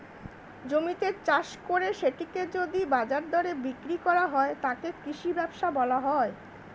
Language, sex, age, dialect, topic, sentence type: Bengali, female, 25-30, Standard Colloquial, agriculture, statement